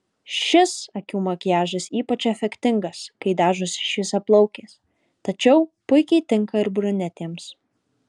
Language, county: Lithuanian, Alytus